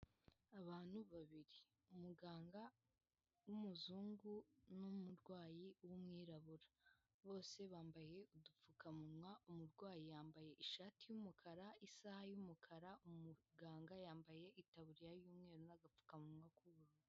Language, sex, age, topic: Kinyarwanda, female, 18-24, government